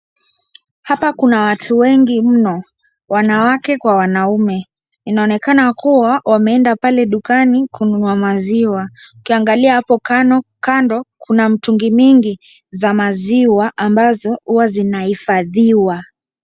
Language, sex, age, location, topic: Swahili, male, 18-24, Wajir, agriculture